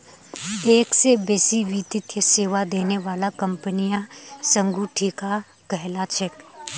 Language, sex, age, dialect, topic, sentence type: Magahi, female, 18-24, Northeastern/Surjapuri, banking, statement